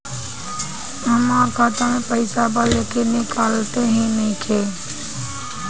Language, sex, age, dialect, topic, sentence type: Bhojpuri, female, 18-24, Northern, banking, question